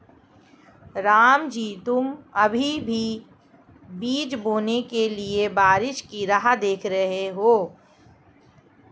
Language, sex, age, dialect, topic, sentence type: Hindi, female, 41-45, Marwari Dhudhari, agriculture, statement